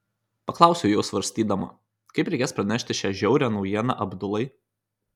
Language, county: Lithuanian, Kaunas